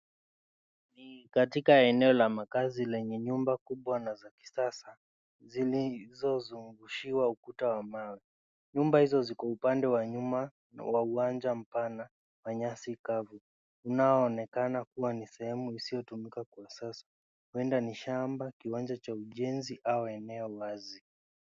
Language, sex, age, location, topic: Swahili, male, 25-35, Nairobi, finance